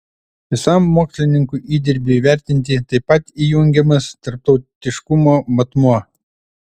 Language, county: Lithuanian, Utena